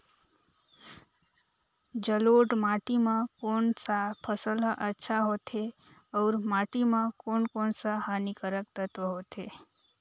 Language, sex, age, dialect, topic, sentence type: Chhattisgarhi, female, 18-24, Northern/Bhandar, agriculture, question